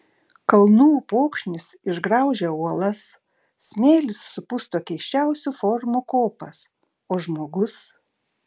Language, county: Lithuanian, Šiauliai